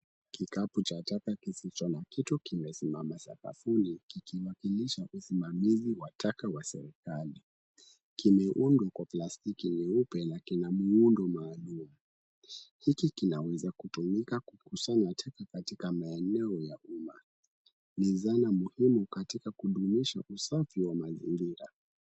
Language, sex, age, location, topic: Swahili, male, 18-24, Kisumu, government